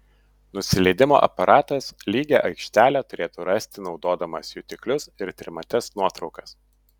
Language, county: Lithuanian, Utena